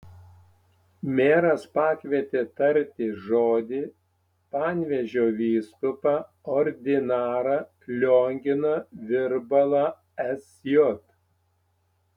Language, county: Lithuanian, Panevėžys